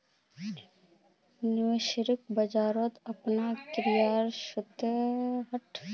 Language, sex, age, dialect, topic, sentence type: Magahi, female, 18-24, Northeastern/Surjapuri, banking, statement